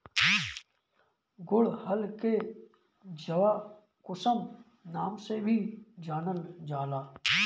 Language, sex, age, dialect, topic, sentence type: Bhojpuri, male, 25-30, Northern, agriculture, statement